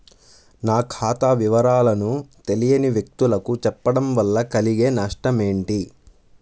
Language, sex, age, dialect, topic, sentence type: Telugu, male, 18-24, Central/Coastal, banking, question